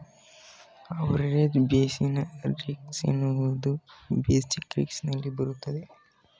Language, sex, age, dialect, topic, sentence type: Kannada, male, 18-24, Mysore Kannada, banking, statement